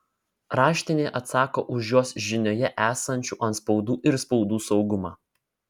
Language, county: Lithuanian, Vilnius